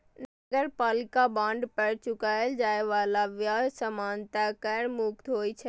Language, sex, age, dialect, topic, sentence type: Maithili, female, 36-40, Eastern / Thethi, banking, statement